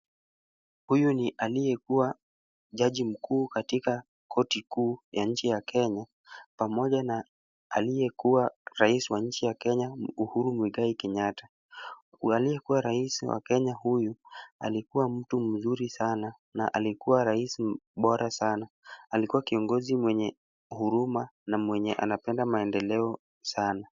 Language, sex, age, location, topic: Swahili, male, 18-24, Kisumu, government